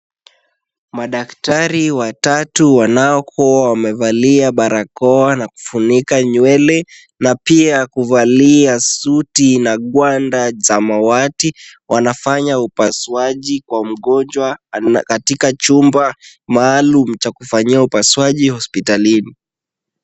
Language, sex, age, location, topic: Swahili, male, 18-24, Kisumu, health